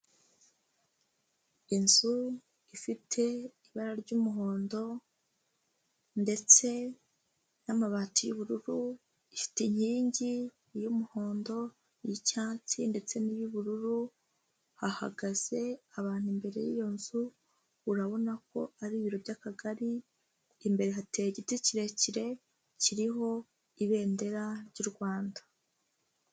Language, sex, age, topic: Kinyarwanda, female, 25-35, government